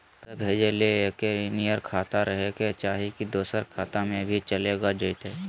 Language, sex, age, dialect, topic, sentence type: Magahi, male, 18-24, Southern, banking, question